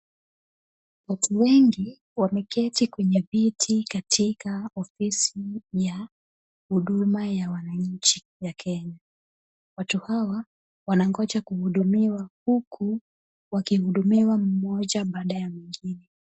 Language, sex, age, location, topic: Swahili, female, 18-24, Kisumu, government